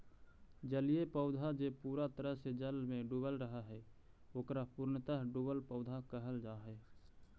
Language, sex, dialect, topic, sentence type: Magahi, male, Central/Standard, agriculture, statement